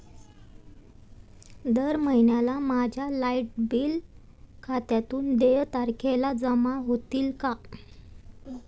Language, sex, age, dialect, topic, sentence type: Marathi, female, 18-24, Standard Marathi, banking, question